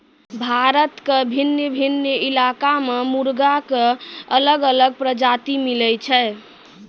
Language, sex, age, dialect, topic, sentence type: Maithili, female, 36-40, Angika, agriculture, statement